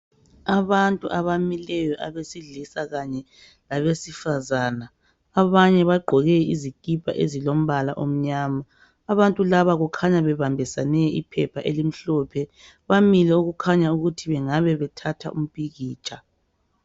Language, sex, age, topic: North Ndebele, female, 25-35, health